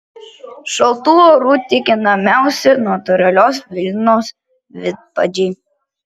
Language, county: Lithuanian, Klaipėda